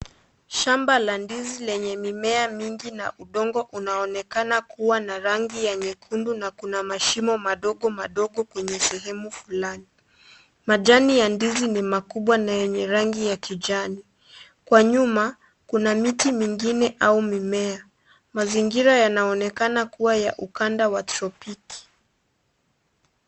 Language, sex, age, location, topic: Swahili, female, 25-35, Kisii, agriculture